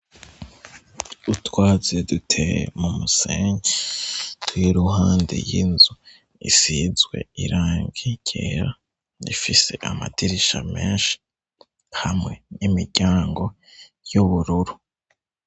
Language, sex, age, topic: Rundi, male, 18-24, education